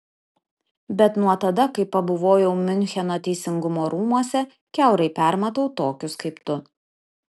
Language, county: Lithuanian, Kaunas